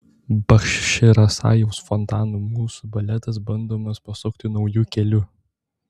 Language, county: Lithuanian, Tauragė